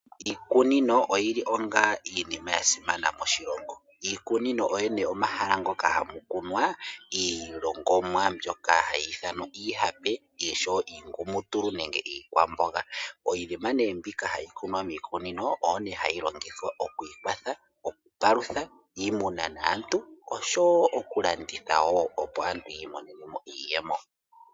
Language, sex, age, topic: Oshiwambo, male, 18-24, agriculture